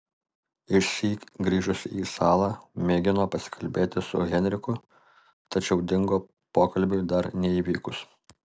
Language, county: Lithuanian, Alytus